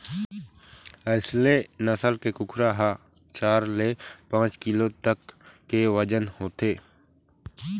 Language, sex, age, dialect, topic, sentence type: Chhattisgarhi, male, 18-24, Eastern, agriculture, statement